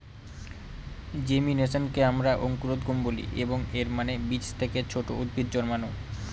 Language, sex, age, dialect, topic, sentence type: Bengali, male, 18-24, Northern/Varendri, agriculture, statement